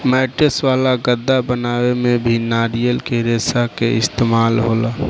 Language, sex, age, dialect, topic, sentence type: Bhojpuri, male, 18-24, Southern / Standard, agriculture, statement